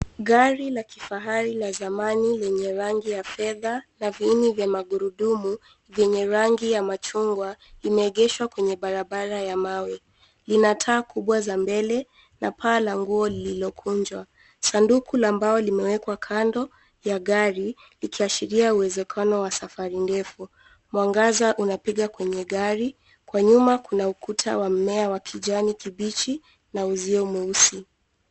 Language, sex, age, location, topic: Swahili, female, 18-24, Nairobi, finance